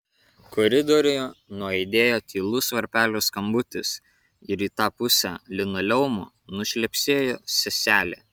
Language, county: Lithuanian, Kaunas